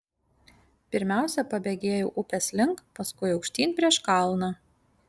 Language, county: Lithuanian, Kaunas